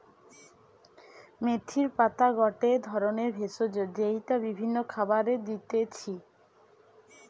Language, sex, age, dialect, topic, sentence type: Bengali, male, 60-100, Western, agriculture, statement